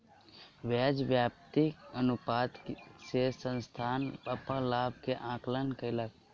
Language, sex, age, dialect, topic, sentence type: Maithili, male, 18-24, Southern/Standard, banking, statement